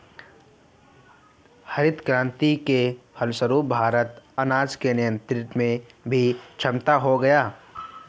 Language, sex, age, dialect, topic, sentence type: Hindi, male, 25-30, Awadhi Bundeli, agriculture, statement